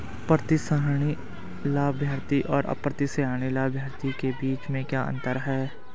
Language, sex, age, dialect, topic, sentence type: Hindi, male, 18-24, Hindustani Malvi Khadi Boli, banking, question